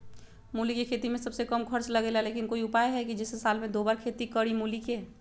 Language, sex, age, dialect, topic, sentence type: Magahi, female, 25-30, Western, agriculture, question